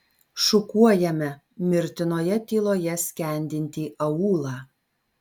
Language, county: Lithuanian, Alytus